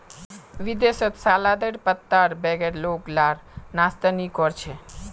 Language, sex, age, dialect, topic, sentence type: Magahi, female, 25-30, Northeastern/Surjapuri, agriculture, statement